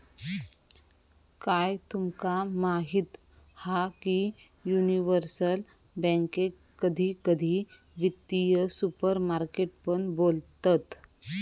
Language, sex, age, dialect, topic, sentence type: Marathi, male, 31-35, Southern Konkan, banking, statement